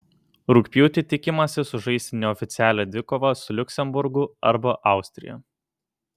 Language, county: Lithuanian, Kaunas